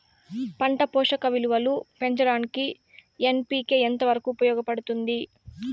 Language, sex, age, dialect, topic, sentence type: Telugu, female, 18-24, Southern, agriculture, question